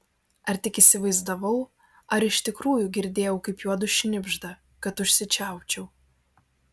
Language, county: Lithuanian, Vilnius